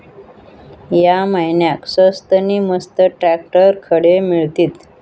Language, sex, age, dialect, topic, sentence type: Marathi, female, 18-24, Southern Konkan, agriculture, question